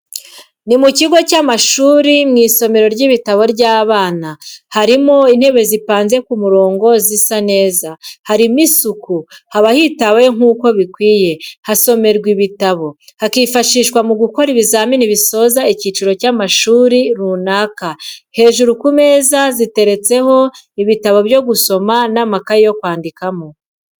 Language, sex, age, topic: Kinyarwanda, female, 25-35, education